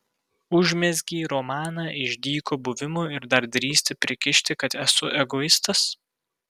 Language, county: Lithuanian, Vilnius